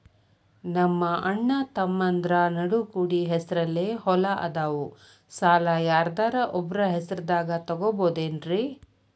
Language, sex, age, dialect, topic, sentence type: Kannada, female, 25-30, Dharwad Kannada, banking, question